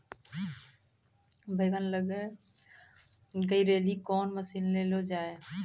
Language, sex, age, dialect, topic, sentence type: Maithili, female, 31-35, Angika, agriculture, question